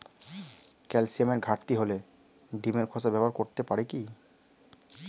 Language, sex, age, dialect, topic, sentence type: Bengali, male, 25-30, Standard Colloquial, agriculture, question